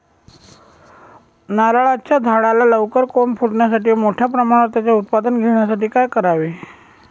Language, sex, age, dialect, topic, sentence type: Marathi, male, 18-24, Northern Konkan, agriculture, question